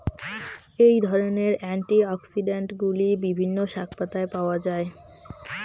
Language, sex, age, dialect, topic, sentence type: Bengali, female, 18-24, Rajbangshi, agriculture, question